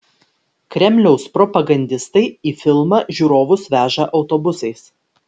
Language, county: Lithuanian, Vilnius